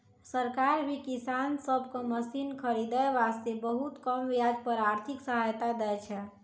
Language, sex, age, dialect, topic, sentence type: Maithili, female, 60-100, Angika, agriculture, statement